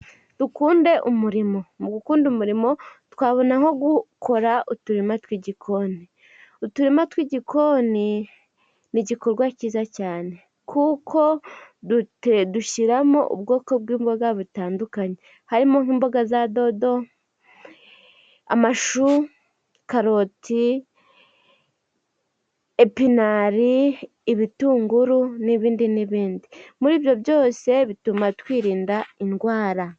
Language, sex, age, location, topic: Kinyarwanda, female, 18-24, Musanze, government